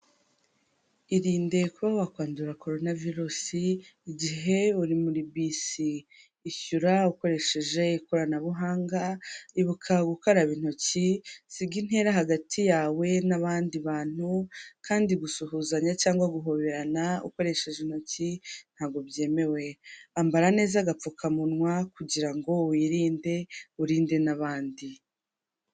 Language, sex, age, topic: Kinyarwanda, female, 25-35, government